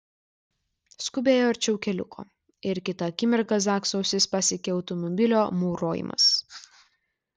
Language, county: Lithuanian, Klaipėda